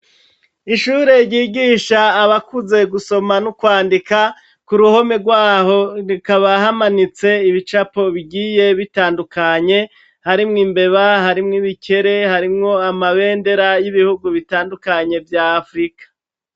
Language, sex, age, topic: Rundi, male, 36-49, education